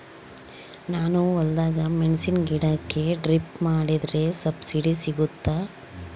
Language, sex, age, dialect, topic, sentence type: Kannada, female, 25-30, Central, agriculture, question